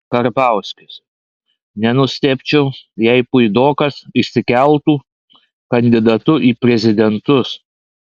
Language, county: Lithuanian, Klaipėda